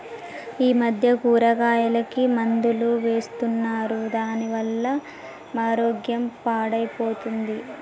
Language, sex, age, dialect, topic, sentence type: Telugu, female, 18-24, Telangana, agriculture, statement